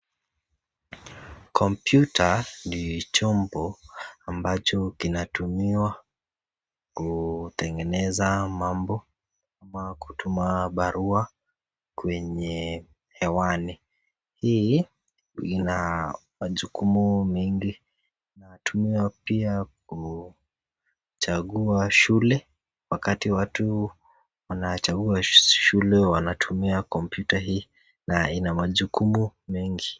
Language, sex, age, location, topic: Swahili, female, 36-49, Nakuru, government